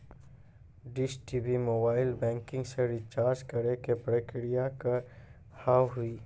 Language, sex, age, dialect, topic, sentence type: Maithili, male, 25-30, Angika, banking, question